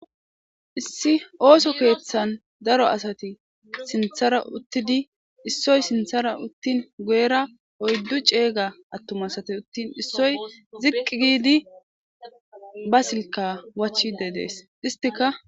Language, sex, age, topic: Gamo, female, 18-24, government